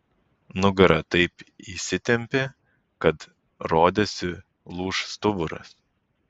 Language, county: Lithuanian, Vilnius